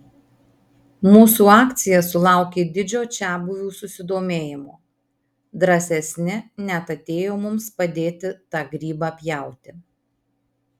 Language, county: Lithuanian, Marijampolė